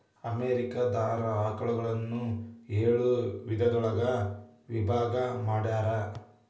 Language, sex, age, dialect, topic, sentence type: Kannada, female, 18-24, Dharwad Kannada, agriculture, statement